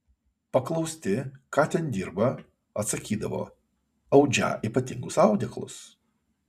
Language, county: Lithuanian, Kaunas